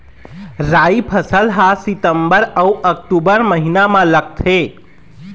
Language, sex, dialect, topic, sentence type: Chhattisgarhi, male, Eastern, agriculture, question